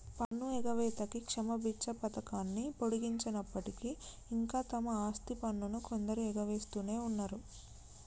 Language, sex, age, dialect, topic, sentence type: Telugu, male, 18-24, Telangana, banking, statement